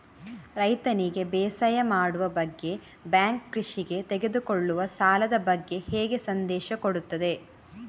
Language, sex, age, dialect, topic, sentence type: Kannada, female, 31-35, Coastal/Dakshin, banking, question